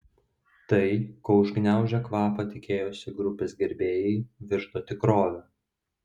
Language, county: Lithuanian, Vilnius